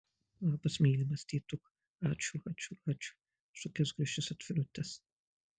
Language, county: Lithuanian, Marijampolė